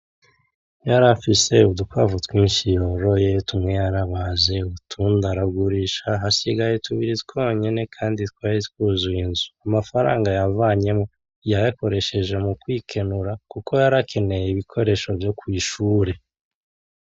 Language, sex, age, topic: Rundi, male, 36-49, agriculture